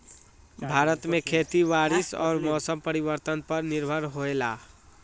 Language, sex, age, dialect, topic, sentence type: Magahi, male, 18-24, Western, agriculture, statement